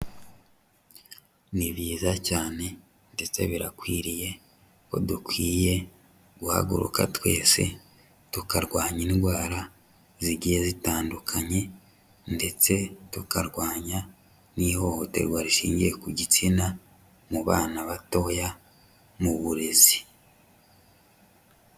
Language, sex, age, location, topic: Kinyarwanda, male, 25-35, Huye, health